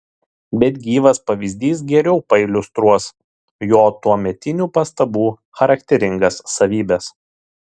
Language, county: Lithuanian, Šiauliai